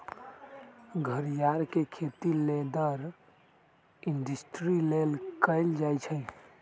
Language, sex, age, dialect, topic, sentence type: Magahi, male, 18-24, Western, agriculture, statement